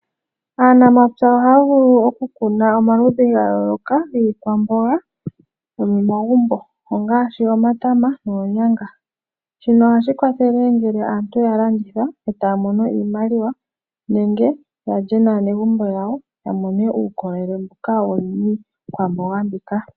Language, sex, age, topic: Oshiwambo, female, 18-24, agriculture